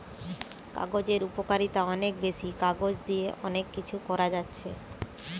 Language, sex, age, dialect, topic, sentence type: Bengali, male, 25-30, Western, agriculture, statement